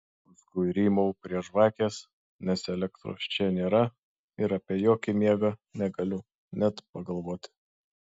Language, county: Lithuanian, Šiauliai